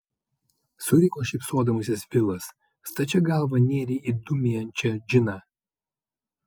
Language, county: Lithuanian, Vilnius